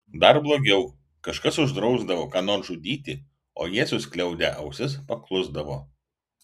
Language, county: Lithuanian, Vilnius